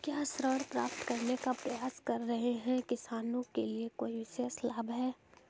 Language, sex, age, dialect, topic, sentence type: Hindi, female, 18-24, Hindustani Malvi Khadi Boli, agriculture, statement